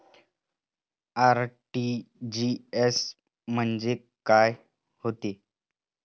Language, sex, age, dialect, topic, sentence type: Marathi, male, 18-24, Varhadi, banking, question